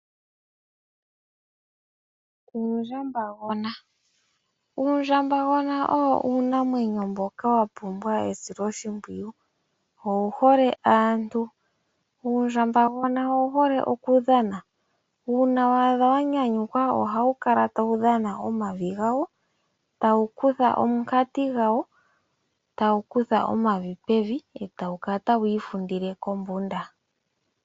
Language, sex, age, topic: Oshiwambo, female, 25-35, agriculture